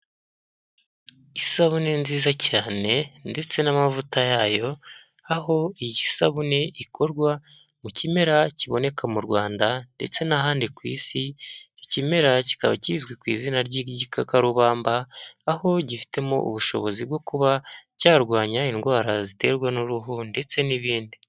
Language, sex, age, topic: Kinyarwanda, male, 18-24, health